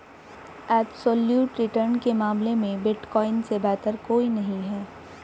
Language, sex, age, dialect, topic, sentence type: Hindi, male, 25-30, Hindustani Malvi Khadi Boli, banking, statement